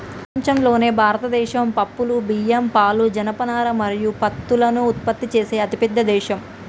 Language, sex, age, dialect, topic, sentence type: Telugu, male, 31-35, Telangana, agriculture, statement